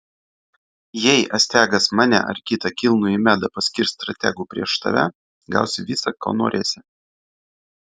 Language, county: Lithuanian, Vilnius